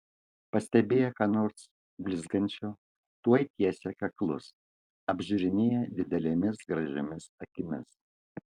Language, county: Lithuanian, Kaunas